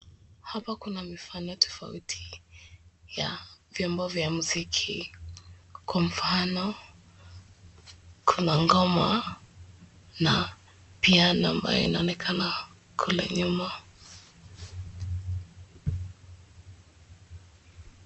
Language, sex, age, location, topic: Swahili, female, 18-24, Mombasa, government